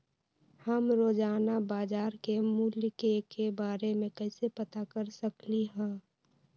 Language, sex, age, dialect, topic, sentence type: Magahi, female, 18-24, Western, agriculture, question